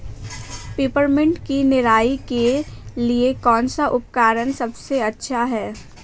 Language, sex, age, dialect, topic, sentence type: Hindi, female, 18-24, Awadhi Bundeli, agriculture, question